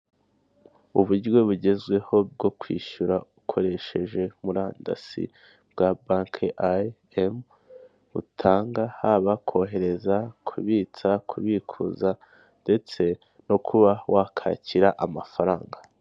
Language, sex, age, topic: Kinyarwanda, male, 18-24, finance